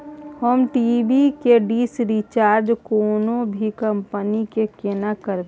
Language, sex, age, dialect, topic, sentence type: Maithili, male, 25-30, Bajjika, banking, question